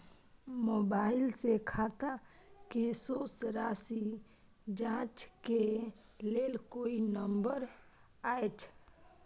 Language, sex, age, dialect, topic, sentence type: Maithili, female, 18-24, Bajjika, banking, question